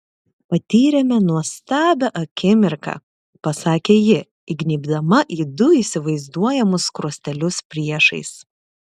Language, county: Lithuanian, Klaipėda